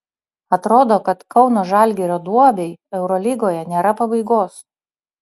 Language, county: Lithuanian, Utena